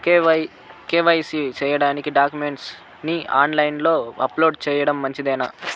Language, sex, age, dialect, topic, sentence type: Telugu, male, 25-30, Southern, banking, question